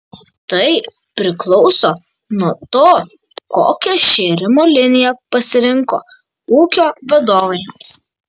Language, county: Lithuanian, Kaunas